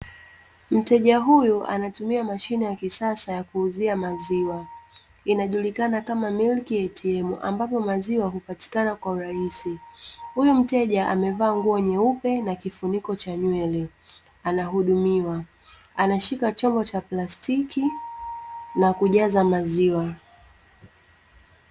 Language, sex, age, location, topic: Swahili, female, 25-35, Dar es Salaam, finance